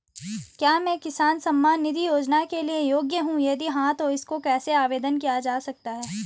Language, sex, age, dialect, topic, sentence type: Hindi, female, 18-24, Garhwali, banking, question